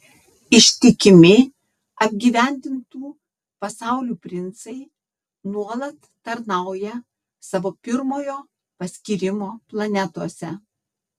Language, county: Lithuanian, Tauragė